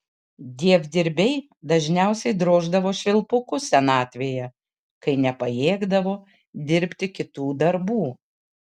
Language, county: Lithuanian, Kaunas